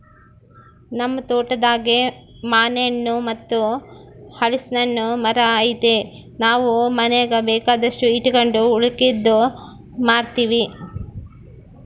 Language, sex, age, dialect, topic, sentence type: Kannada, female, 31-35, Central, agriculture, statement